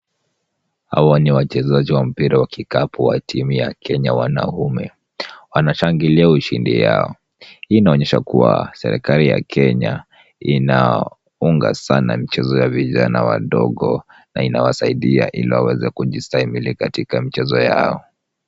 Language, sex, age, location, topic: Swahili, male, 18-24, Kisumu, government